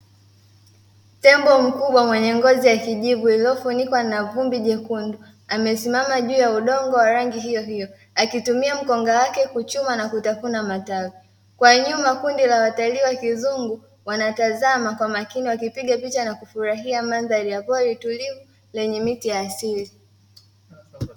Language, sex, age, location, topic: Swahili, female, 18-24, Dar es Salaam, agriculture